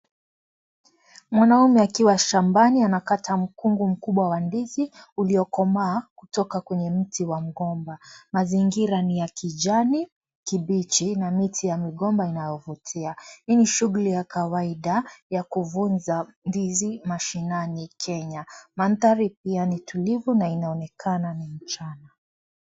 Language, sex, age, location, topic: Swahili, female, 18-24, Kisii, agriculture